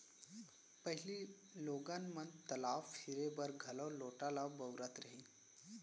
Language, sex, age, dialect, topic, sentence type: Chhattisgarhi, male, 18-24, Central, agriculture, statement